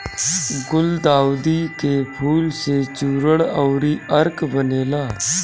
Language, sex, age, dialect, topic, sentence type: Bhojpuri, male, 31-35, Northern, agriculture, statement